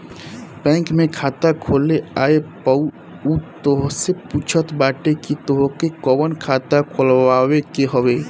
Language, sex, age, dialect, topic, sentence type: Bhojpuri, male, 18-24, Northern, banking, statement